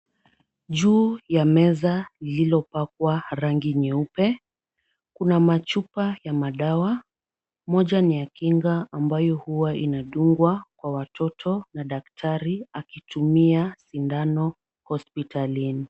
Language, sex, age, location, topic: Swahili, female, 50+, Kisumu, health